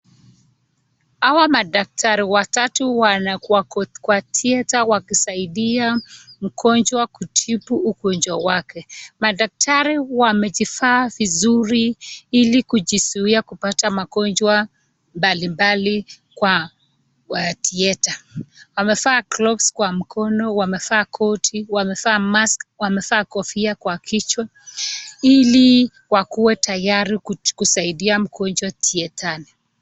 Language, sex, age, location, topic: Swahili, female, 25-35, Nakuru, health